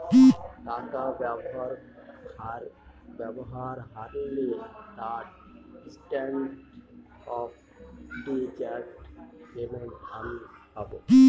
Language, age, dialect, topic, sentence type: Bengali, 60-100, Northern/Varendri, banking, statement